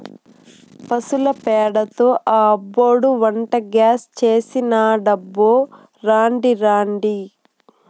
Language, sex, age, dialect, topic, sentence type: Telugu, female, 18-24, Southern, agriculture, statement